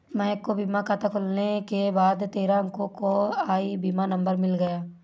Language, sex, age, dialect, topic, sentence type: Hindi, female, 56-60, Awadhi Bundeli, banking, statement